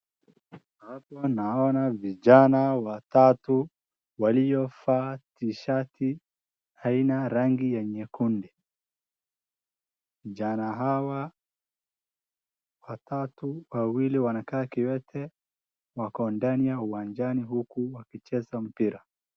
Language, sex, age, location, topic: Swahili, male, 18-24, Wajir, education